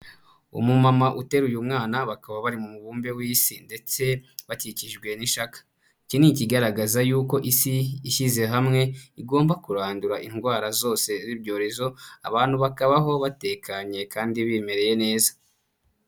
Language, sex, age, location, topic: Kinyarwanda, male, 25-35, Huye, health